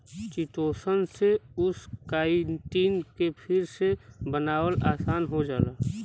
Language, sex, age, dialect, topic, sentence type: Bhojpuri, male, 25-30, Western, agriculture, statement